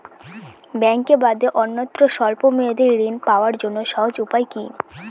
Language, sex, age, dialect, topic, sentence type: Bengali, female, 18-24, Northern/Varendri, banking, question